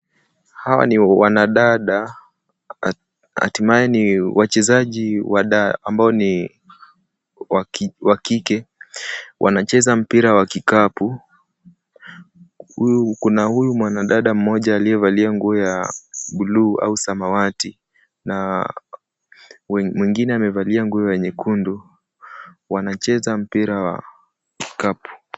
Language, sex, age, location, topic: Swahili, male, 18-24, Kisumu, government